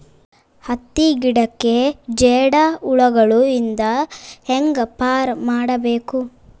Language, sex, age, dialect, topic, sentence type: Kannada, female, 25-30, Northeastern, agriculture, question